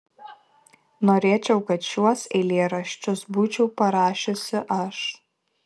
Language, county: Lithuanian, Kaunas